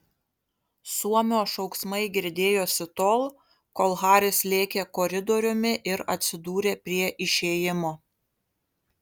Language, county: Lithuanian, Kaunas